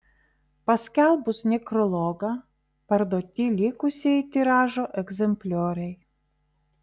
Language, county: Lithuanian, Vilnius